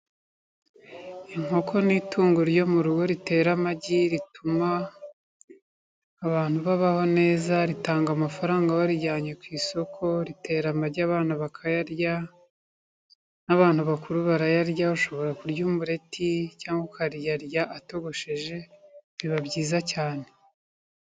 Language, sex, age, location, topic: Kinyarwanda, female, 36-49, Kigali, agriculture